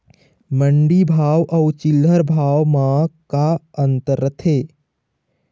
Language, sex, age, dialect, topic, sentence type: Chhattisgarhi, male, 25-30, Eastern, agriculture, question